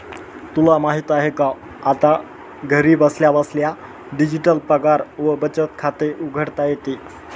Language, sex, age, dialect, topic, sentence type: Marathi, male, 25-30, Northern Konkan, banking, statement